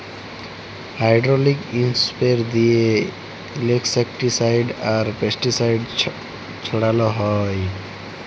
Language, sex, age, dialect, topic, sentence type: Bengali, male, 18-24, Jharkhandi, agriculture, statement